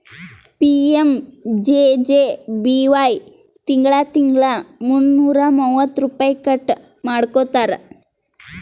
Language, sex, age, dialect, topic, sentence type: Kannada, female, 18-24, Northeastern, banking, statement